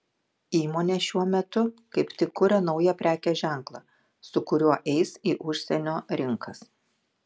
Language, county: Lithuanian, Klaipėda